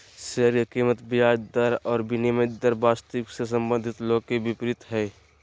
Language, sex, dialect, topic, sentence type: Magahi, male, Southern, banking, statement